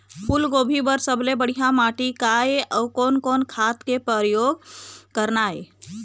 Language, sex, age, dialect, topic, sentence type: Chhattisgarhi, female, 25-30, Eastern, agriculture, question